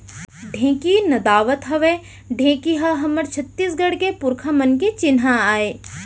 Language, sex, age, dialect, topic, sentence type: Chhattisgarhi, female, 25-30, Central, agriculture, statement